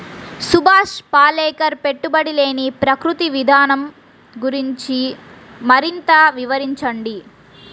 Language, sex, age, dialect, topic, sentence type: Telugu, female, 36-40, Central/Coastal, agriculture, question